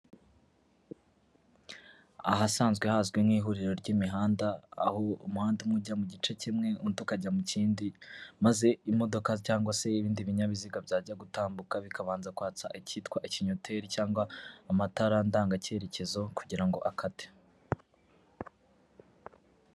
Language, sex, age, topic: Kinyarwanda, male, 25-35, government